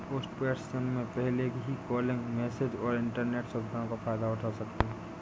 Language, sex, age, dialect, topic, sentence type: Hindi, male, 18-24, Awadhi Bundeli, banking, statement